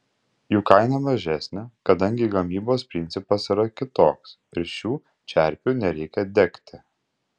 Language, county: Lithuanian, Utena